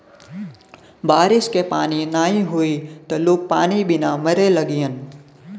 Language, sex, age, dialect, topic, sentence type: Bhojpuri, male, 25-30, Western, agriculture, statement